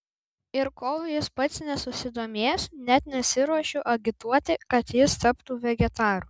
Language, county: Lithuanian, Vilnius